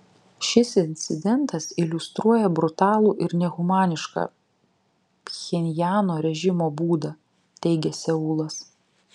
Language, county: Lithuanian, Vilnius